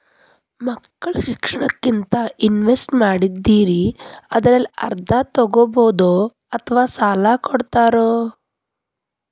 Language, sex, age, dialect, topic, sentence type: Kannada, female, 31-35, Dharwad Kannada, banking, question